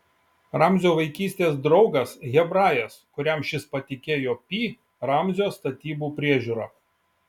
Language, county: Lithuanian, Šiauliai